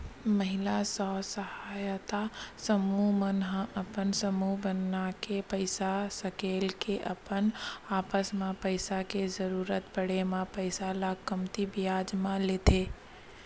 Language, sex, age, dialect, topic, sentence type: Chhattisgarhi, female, 25-30, Western/Budati/Khatahi, banking, statement